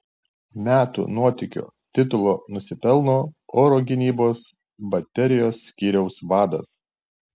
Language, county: Lithuanian, Tauragė